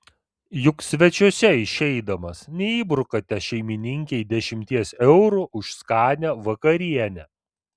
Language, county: Lithuanian, Vilnius